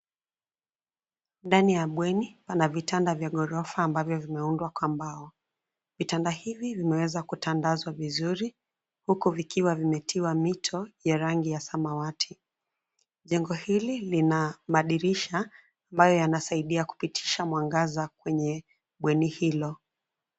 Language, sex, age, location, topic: Swahili, female, 25-35, Nairobi, education